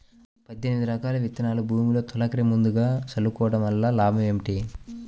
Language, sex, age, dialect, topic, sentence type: Telugu, male, 25-30, Central/Coastal, agriculture, question